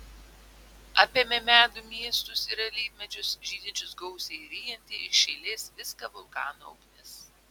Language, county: Lithuanian, Vilnius